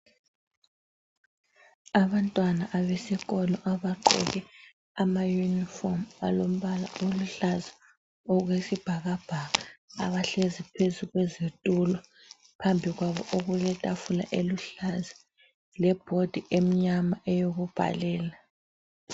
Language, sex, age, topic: North Ndebele, female, 25-35, education